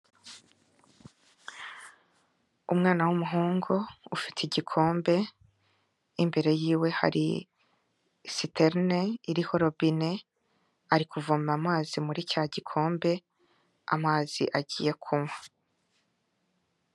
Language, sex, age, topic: Kinyarwanda, female, 25-35, health